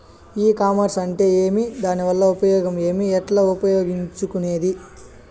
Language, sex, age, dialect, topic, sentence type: Telugu, male, 31-35, Southern, agriculture, question